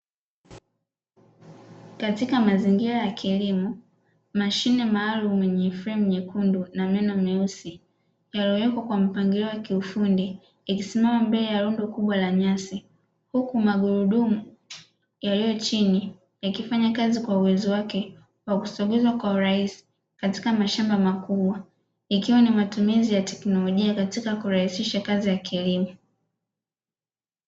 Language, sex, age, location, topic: Swahili, female, 25-35, Dar es Salaam, agriculture